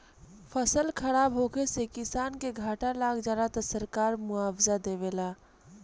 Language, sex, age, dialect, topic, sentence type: Bhojpuri, female, 18-24, Southern / Standard, agriculture, statement